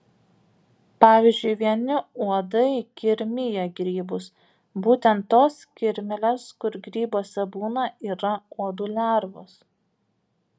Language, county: Lithuanian, Vilnius